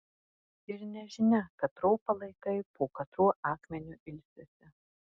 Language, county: Lithuanian, Marijampolė